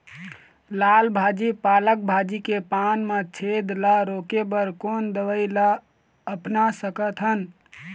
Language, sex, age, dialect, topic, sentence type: Chhattisgarhi, male, 18-24, Eastern, agriculture, question